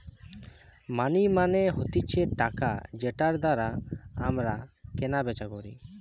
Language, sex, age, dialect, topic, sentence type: Bengali, male, 25-30, Western, banking, statement